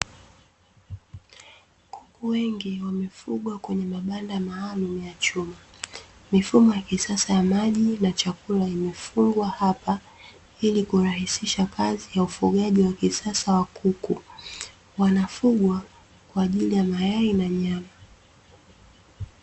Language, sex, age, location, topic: Swahili, female, 25-35, Dar es Salaam, agriculture